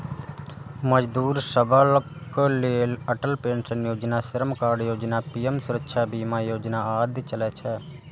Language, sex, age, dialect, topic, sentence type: Maithili, male, 25-30, Eastern / Thethi, banking, statement